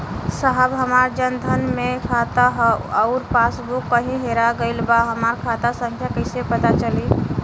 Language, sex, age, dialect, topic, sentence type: Bhojpuri, female, 18-24, Western, banking, question